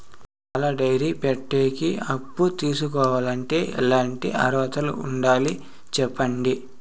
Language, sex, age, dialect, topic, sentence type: Telugu, male, 18-24, Southern, banking, question